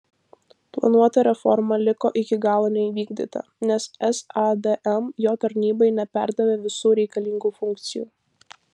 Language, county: Lithuanian, Vilnius